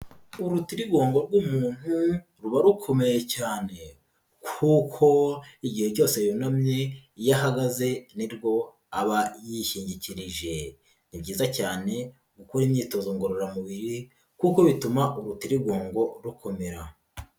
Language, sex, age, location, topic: Kinyarwanda, female, 25-35, Huye, health